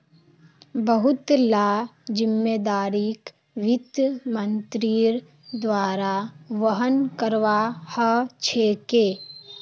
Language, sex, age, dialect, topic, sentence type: Magahi, female, 18-24, Northeastern/Surjapuri, banking, statement